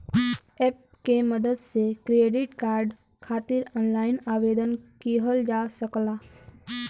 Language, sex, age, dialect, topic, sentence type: Bhojpuri, female, 36-40, Western, banking, statement